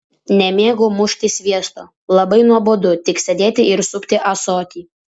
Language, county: Lithuanian, Vilnius